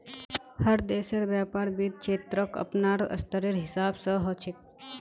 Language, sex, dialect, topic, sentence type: Magahi, female, Northeastern/Surjapuri, banking, statement